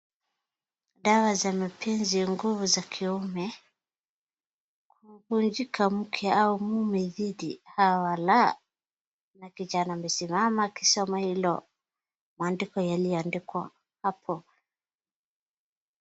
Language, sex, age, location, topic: Swahili, female, 25-35, Wajir, health